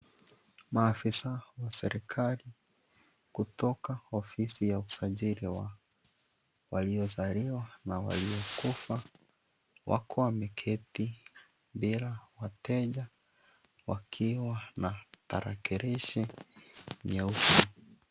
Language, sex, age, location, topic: Swahili, male, 25-35, Kisii, government